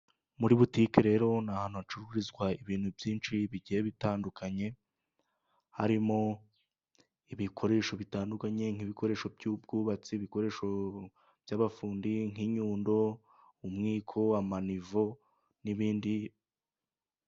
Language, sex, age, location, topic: Kinyarwanda, male, 18-24, Musanze, finance